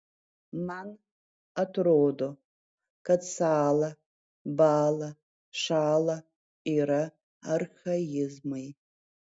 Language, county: Lithuanian, Vilnius